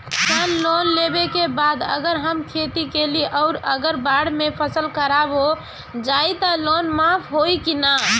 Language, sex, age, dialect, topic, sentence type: Bhojpuri, female, 18-24, Northern, banking, question